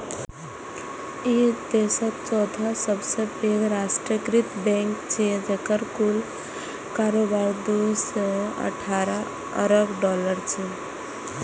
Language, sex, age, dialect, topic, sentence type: Maithili, female, 18-24, Eastern / Thethi, banking, statement